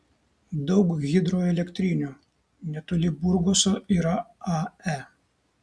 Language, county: Lithuanian, Kaunas